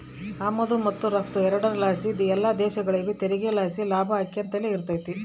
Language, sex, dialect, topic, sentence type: Kannada, female, Central, banking, statement